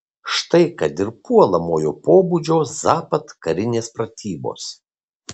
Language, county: Lithuanian, Kaunas